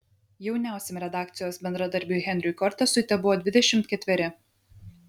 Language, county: Lithuanian, Vilnius